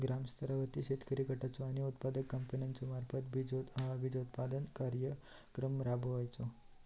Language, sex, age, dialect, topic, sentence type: Marathi, female, 18-24, Southern Konkan, agriculture, question